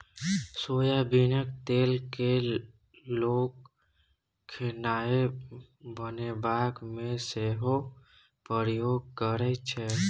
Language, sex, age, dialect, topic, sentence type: Maithili, male, 18-24, Bajjika, agriculture, statement